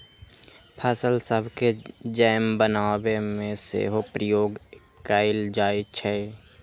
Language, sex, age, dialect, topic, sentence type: Magahi, male, 18-24, Western, agriculture, statement